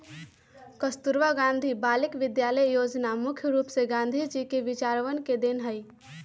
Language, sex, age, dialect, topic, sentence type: Magahi, female, 36-40, Western, banking, statement